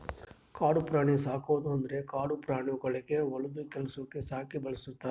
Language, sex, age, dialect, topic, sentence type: Kannada, male, 31-35, Northeastern, agriculture, statement